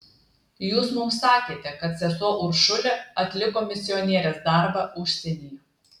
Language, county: Lithuanian, Klaipėda